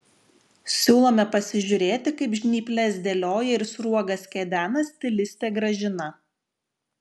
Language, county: Lithuanian, Šiauliai